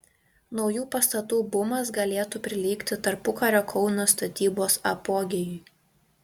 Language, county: Lithuanian, Kaunas